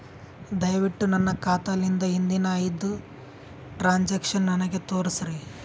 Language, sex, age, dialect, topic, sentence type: Kannada, male, 18-24, Northeastern, banking, statement